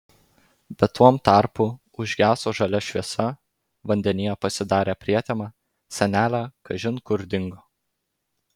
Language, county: Lithuanian, Klaipėda